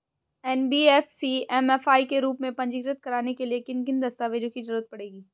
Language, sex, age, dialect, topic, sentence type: Hindi, female, 18-24, Hindustani Malvi Khadi Boli, banking, question